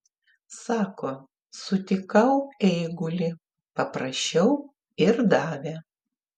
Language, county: Lithuanian, Klaipėda